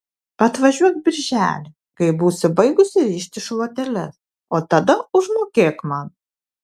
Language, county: Lithuanian, Vilnius